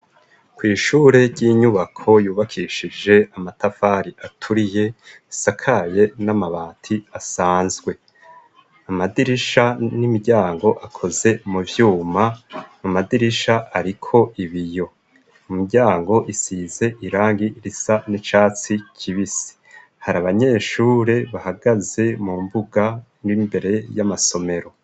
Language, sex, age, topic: Rundi, male, 50+, education